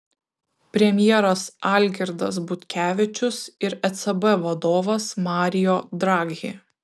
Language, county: Lithuanian, Kaunas